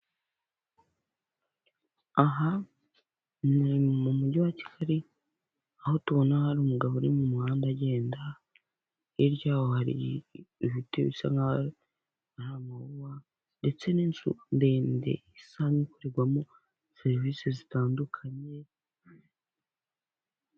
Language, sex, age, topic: Kinyarwanda, male, 25-35, government